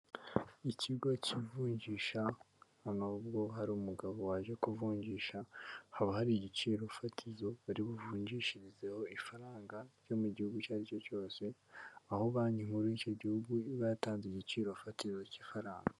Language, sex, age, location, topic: Kinyarwanda, female, 18-24, Kigali, finance